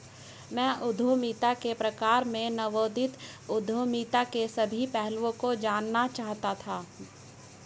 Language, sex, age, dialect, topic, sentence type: Hindi, female, 60-100, Hindustani Malvi Khadi Boli, banking, statement